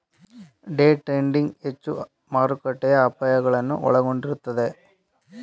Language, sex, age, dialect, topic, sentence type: Kannada, male, 25-30, Mysore Kannada, banking, statement